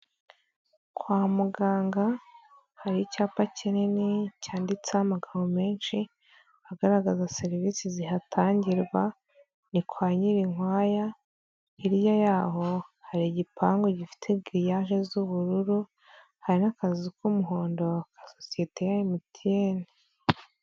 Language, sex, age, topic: Kinyarwanda, female, 18-24, health